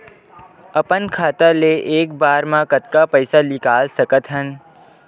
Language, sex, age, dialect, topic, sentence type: Chhattisgarhi, male, 18-24, Western/Budati/Khatahi, banking, question